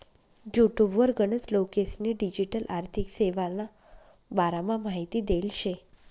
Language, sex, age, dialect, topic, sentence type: Marathi, female, 25-30, Northern Konkan, banking, statement